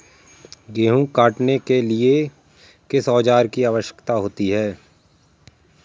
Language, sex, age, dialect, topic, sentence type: Hindi, male, 18-24, Awadhi Bundeli, agriculture, question